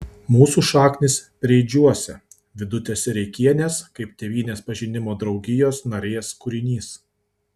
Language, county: Lithuanian, Kaunas